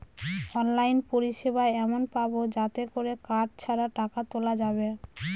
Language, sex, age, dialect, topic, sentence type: Bengali, female, 25-30, Northern/Varendri, banking, statement